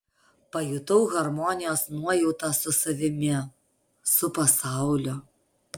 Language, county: Lithuanian, Alytus